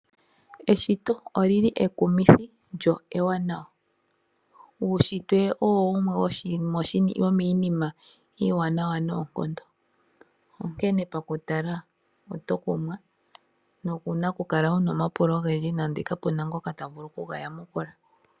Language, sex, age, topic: Oshiwambo, female, 25-35, agriculture